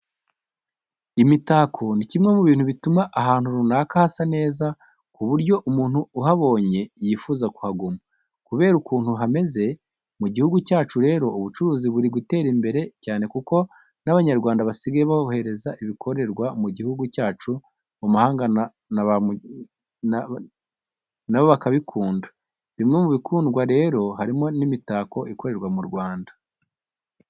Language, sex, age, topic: Kinyarwanda, male, 25-35, education